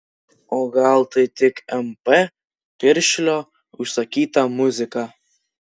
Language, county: Lithuanian, Vilnius